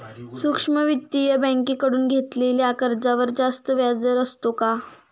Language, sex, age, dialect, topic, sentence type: Marathi, female, 18-24, Standard Marathi, banking, question